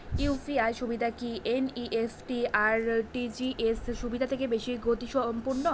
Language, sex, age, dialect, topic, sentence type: Bengali, female, 18-24, Northern/Varendri, banking, question